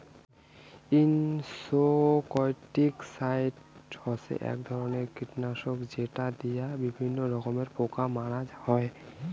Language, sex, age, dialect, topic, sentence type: Bengali, male, 18-24, Rajbangshi, agriculture, statement